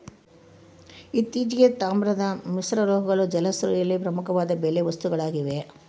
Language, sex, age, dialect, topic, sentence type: Kannada, female, 18-24, Central, agriculture, statement